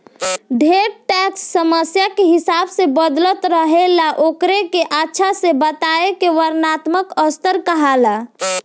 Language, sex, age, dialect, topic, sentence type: Bhojpuri, female, <18, Southern / Standard, banking, statement